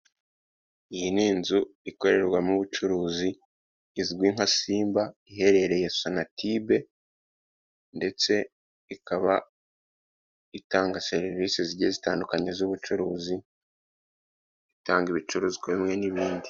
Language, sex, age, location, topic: Kinyarwanda, male, 36-49, Kigali, finance